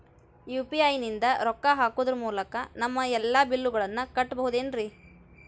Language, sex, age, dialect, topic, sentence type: Kannada, female, 18-24, Dharwad Kannada, banking, question